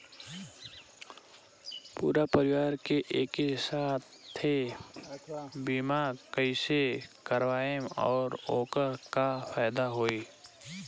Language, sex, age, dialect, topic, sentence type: Bhojpuri, male, 25-30, Southern / Standard, banking, question